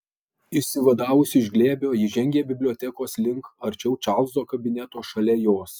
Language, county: Lithuanian, Alytus